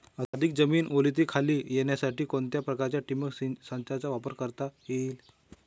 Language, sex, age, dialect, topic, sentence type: Marathi, male, 25-30, Northern Konkan, agriculture, question